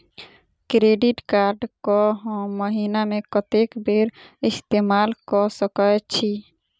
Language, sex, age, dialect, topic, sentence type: Maithili, female, 18-24, Southern/Standard, banking, question